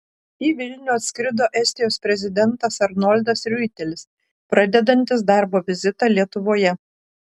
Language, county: Lithuanian, Šiauliai